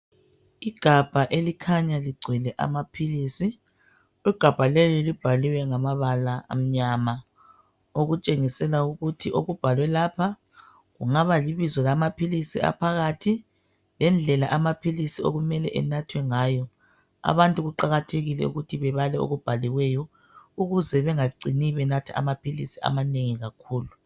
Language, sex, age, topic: North Ndebele, female, 36-49, health